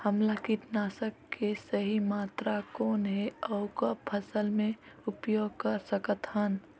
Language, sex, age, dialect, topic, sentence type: Chhattisgarhi, female, 18-24, Northern/Bhandar, agriculture, question